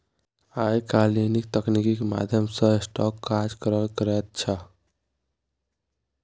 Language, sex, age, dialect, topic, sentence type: Maithili, male, 18-24, Bajjika, banking, statement